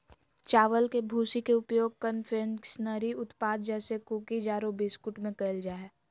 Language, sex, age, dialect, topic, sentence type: Magahi, female, 18-24, Southern, agriculture, statement